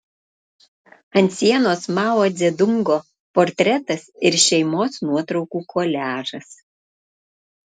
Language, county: Lithuanian, Panevėžys